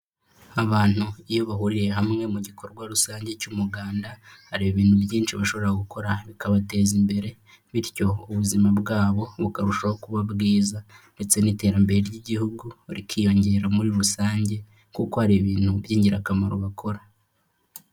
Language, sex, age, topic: Kinyarwanda, male, 18-24, agriculture